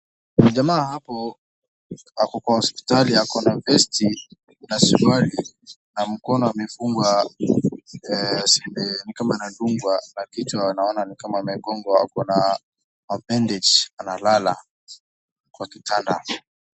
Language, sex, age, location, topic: Swahili, male, 18-24, Wajir, health